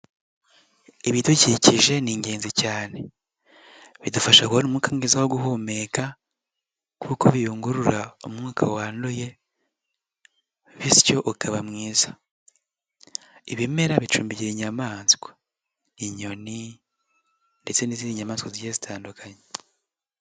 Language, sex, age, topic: Kinyarwanda, male, 18-24, health